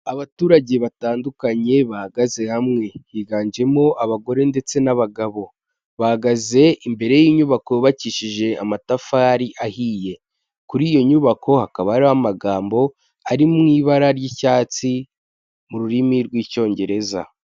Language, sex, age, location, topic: Kinyarwanda, male, 18-24, Kigali, health